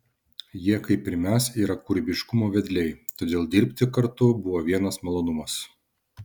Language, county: Lithuanian, Šiauliai